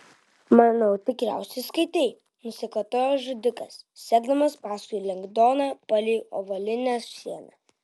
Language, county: Lithuanian, Vilnius